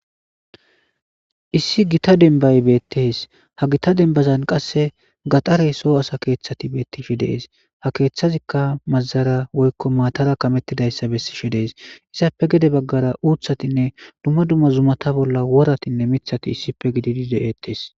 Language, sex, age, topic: Gamo, male, 25-35, government